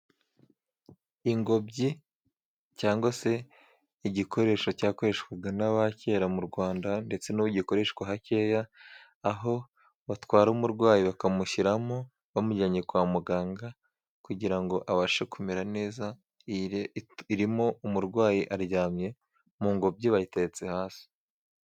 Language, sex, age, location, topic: Kinyarwanda, male, 25-35, Musanze, government